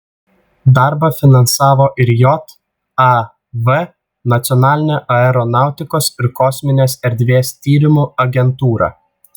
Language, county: Lithuanian, Vilnius